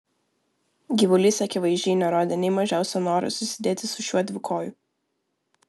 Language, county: Lithuanian, Vilnius